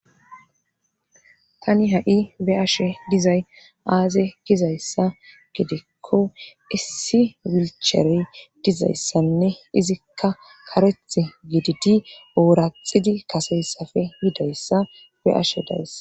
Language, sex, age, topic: Gamo, female, 25-35, government